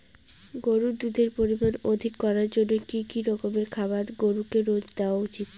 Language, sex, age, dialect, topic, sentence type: Bengali, female, 18-24, Rajbangshi, agriculture, question